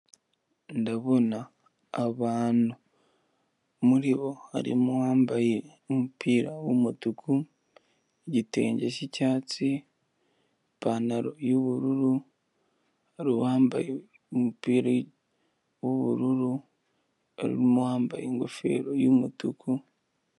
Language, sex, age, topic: Kinyarwanda, male, 18-24, finance